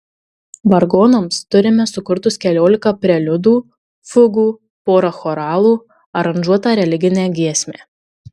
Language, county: Lithuanian, Marijampolė